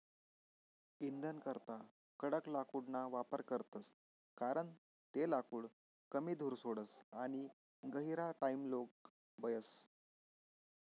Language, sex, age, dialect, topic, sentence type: Marathi, male, 25-30, Northern Konkan, agriculture, statement